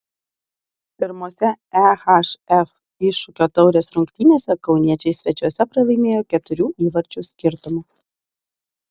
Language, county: Lithuanian, Vilnius